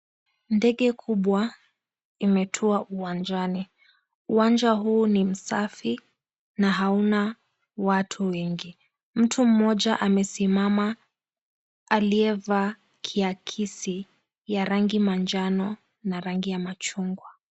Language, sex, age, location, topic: Swahili, female, 18-24, Mombasa, government